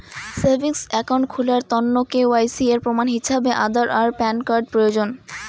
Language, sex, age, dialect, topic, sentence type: Bengali, female, 18-24, Rajbangshi, banking, statement